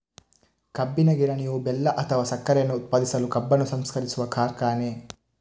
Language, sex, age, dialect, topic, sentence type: Kannada, male, 18-24, Coastal/Dakshin, agriculture, statement